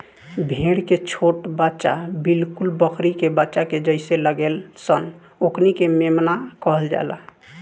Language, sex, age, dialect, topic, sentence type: Bhojpuri, male, 18-24, Southern / Standard, agriculture, statement